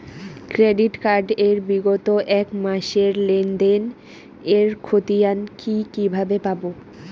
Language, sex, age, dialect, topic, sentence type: Bengali, female, 18-24, Rajbangshi, banking, question